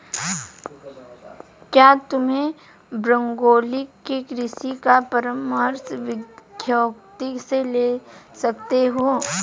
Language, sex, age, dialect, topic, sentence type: Hindi, female, 18-24, Hindustani Malvi Khadi Boli, agriculture, statement